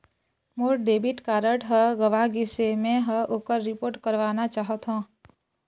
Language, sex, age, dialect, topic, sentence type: Chhattisgarhi, female, 25-30, Eastern, banking, statement